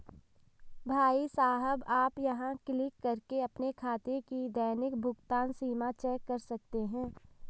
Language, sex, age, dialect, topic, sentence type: Hindi, female, 18-24, Marwari Dhudhari, banking, statement